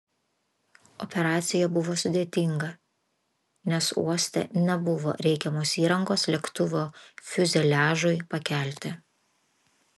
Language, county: Lithuanian, Vilnius